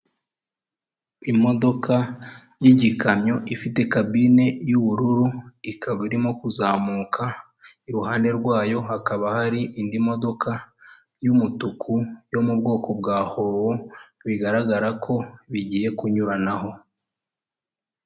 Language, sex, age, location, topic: Kinyarwanda, male, 25-35, Huye, government